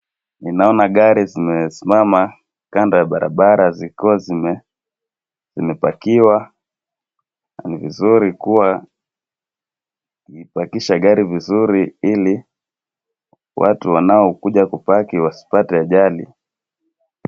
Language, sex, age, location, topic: Swahili, female, 36-49, Wajir, finance